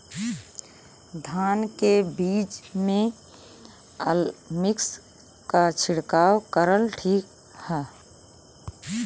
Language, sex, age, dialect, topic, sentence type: Bhojpuri, female, 18-24, Western, agriculture, question